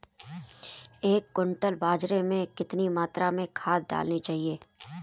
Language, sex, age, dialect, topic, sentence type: Hindi, female, 25-30, Marwari Dhudhari, agriculture, question